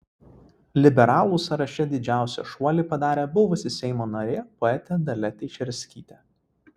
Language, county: Lithuanian, Vilnius